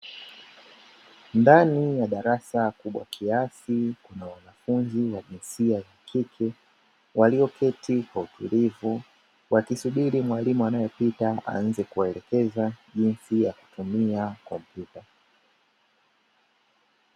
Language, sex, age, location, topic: Swahili, male, 18-24, Dar es Salaam, education